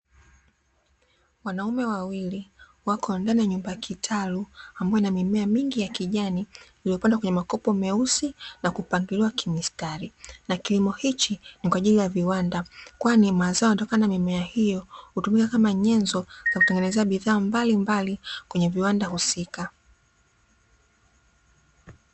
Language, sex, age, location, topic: Swahili, female, 25-35, Dar es Salaam, agriculture